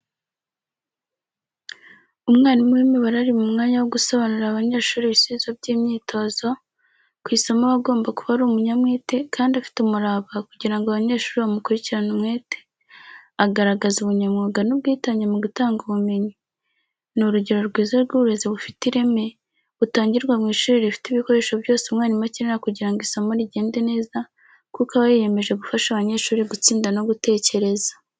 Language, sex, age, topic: Kinyarwanda, female, 18-24, education